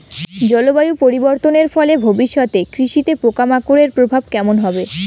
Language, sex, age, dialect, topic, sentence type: Bengali, female, 18-24, Rajbangshi, agriculture, question